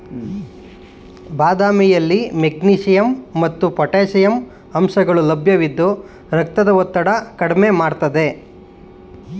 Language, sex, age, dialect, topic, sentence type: Kannada, male, 25-30, Mysore Kannada, agriculture, statement